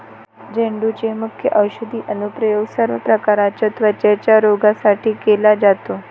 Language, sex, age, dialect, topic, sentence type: Marathi, female, 18-24, Varhadi, agriculture, statement